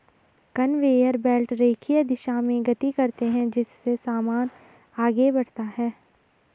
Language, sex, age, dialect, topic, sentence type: Hindi, female, 18-24, Garhwali, agriculture, statement